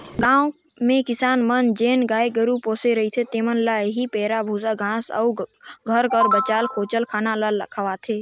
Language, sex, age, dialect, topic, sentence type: Chhattisgarhi, male, 25-30, Northern/Bhandar, agriculture, statement